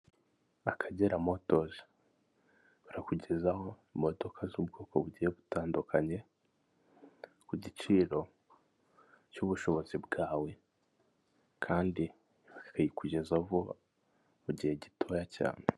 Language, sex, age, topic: Kinyarwanda, male, 25-35, finance